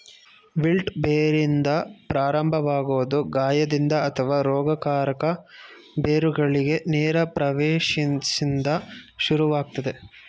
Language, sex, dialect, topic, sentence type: Kannada, male, Mysore Kannada, agriculture, statement